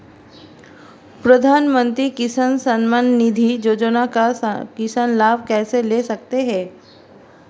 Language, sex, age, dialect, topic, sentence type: Hindi, female, 36-40, Marwari Dhudhari, agriculture, question